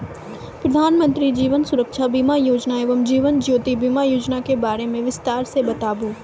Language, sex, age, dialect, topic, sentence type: Maithili, female, 18-24, Angika, banking, question